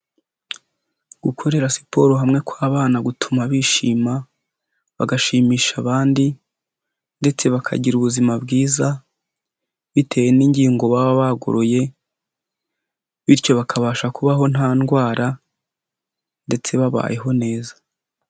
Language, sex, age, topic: Kinyarwanda, male, 18-24, health